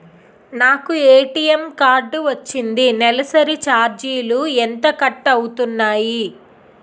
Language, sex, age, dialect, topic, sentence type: Telugu, female, 56-60, Utterandhra, banking, question